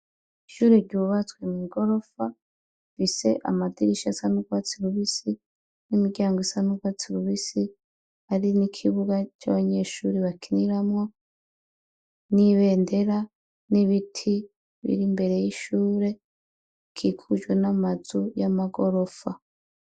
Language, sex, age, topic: Rundi, female, 36-49, education